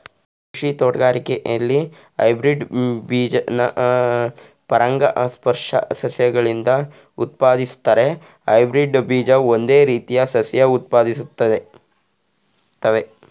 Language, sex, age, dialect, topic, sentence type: Kannada, male, 36-40, Mysore Kannada, agriculture, statement